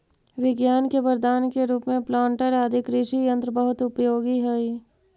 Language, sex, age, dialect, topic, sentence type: Magahi, female, 41-45, Central/Standard, banking, statement